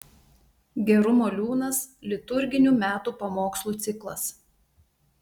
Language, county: Lithuanian, Telšiai